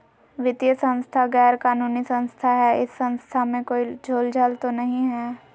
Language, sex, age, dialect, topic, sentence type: Magahi, female, 56-60, Southern, banking, question